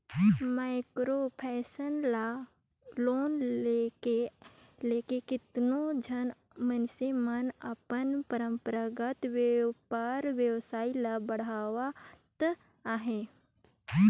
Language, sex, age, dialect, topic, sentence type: Chhattisgarhi, female, 25-30, Northern/Bhandar, banking, statement